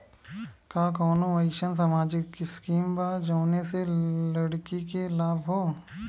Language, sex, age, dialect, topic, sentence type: Bhojpuri, male, 25-30, Western, banking, statement